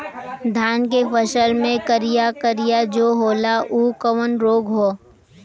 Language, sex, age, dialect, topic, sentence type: Bhojpuri, female, 18-24, Western, agriculture, question